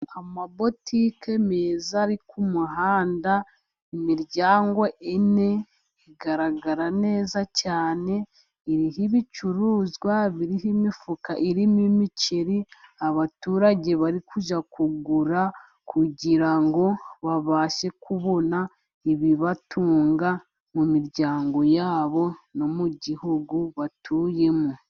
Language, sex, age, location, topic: Kinyarwanda, female, 50+, Musanze, finance